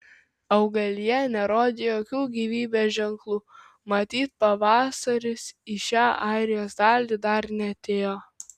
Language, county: Lithuanian, Kaunas